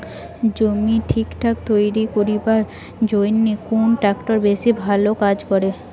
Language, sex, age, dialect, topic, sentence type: Bengali, female, 18-24, Rajbangshi, agriculture, question